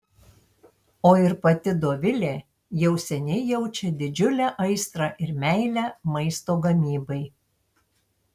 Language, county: Lithuanian, Tauragė